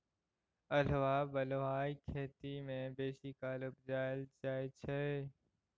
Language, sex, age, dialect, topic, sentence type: Maithili, male, 18-24, Bajjika, agriculture, statement